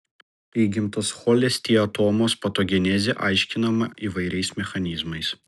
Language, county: Lithuanian, Vilnius